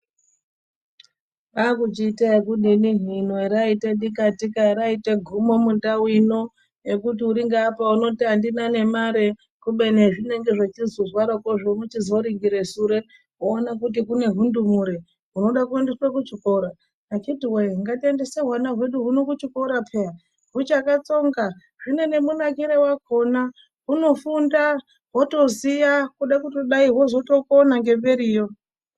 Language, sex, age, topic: Ndau, female, 36-49, education